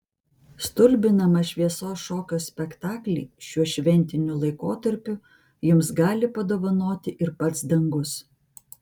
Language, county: Lithuanian, Vilnius